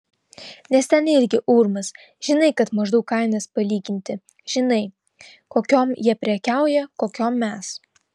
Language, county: Lithuanian, Vilnius